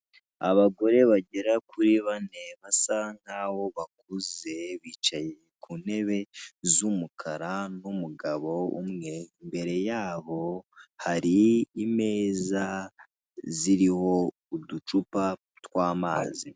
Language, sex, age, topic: Kinyarwanda, male, 18-24, government